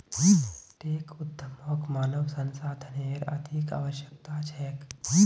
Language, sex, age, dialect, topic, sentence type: Magahi, male, 18-24, Northeastern/Surjapuri, banking, statement